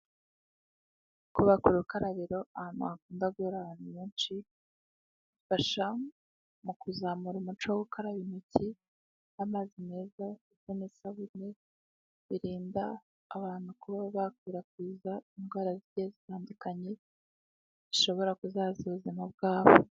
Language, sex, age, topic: Kinyarwanda, female, 18-24, health